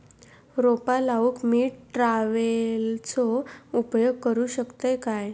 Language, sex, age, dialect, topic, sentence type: Marathi, female, 51-55, Southern Konkan, agriculture, question